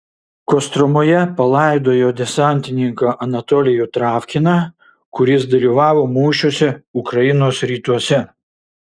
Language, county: Lithuanian, Šiauliai